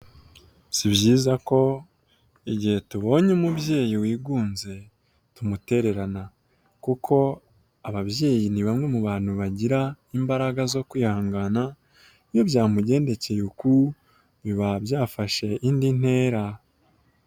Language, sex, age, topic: Kinyarwanda, male, 18-24, health